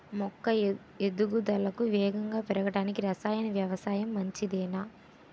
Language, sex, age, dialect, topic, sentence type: Telugu, female, 18-24, Utterandhra, agriculture, question